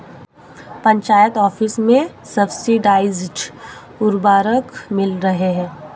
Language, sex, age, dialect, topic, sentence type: Hindi, female, 25-30, Marwari Dhudhari, agriculture, statement